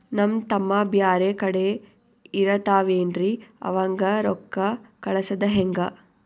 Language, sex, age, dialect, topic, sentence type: Kannada, female, 18-24, Northeastern, banking, question